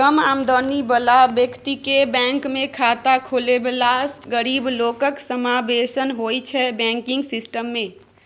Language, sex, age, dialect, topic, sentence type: Maithili, female, 25-30, Bajjika, banking, statement